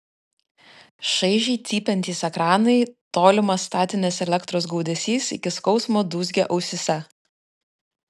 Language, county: Lithuanian, Klaipėda